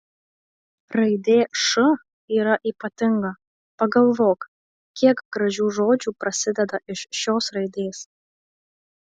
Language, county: Lithuanian, Marijampolė